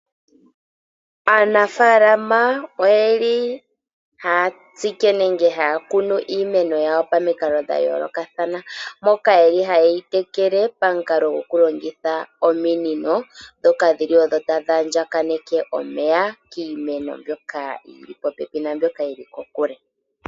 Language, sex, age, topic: Oshiwambo, female, 18-24, agriculture